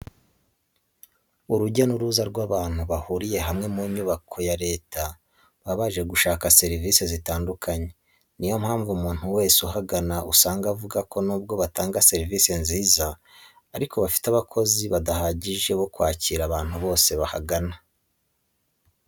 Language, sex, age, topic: Kinyarwanda, male, 25-35, education